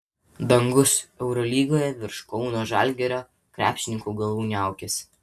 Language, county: Lithuanian, Vilnius